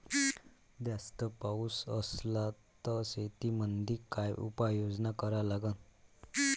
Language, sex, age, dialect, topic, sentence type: Marathi, male, 25-30, Varhadi, agriculture, question